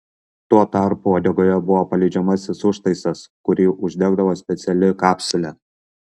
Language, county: Lithuanian, Kaunas